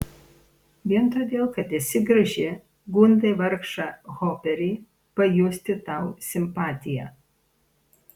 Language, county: Lithuanian, Panevėžys